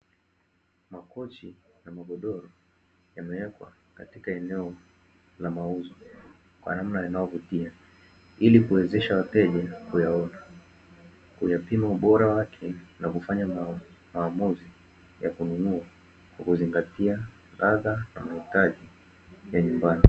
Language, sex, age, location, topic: Swahili, male, 18-24, Dar es Salaam, finance